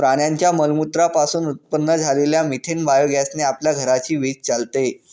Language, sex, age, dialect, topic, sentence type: Marathi, male, 18-24, Northern Konkan, agriculture, statement